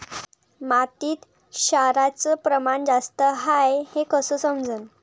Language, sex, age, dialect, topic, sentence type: Marathi, female, 18-24, Varhadi, agriculture, question